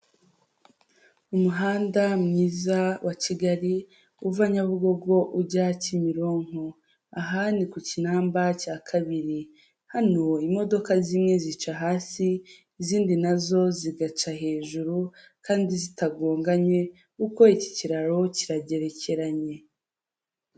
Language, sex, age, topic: Kinyarwanda, female, 25-35, government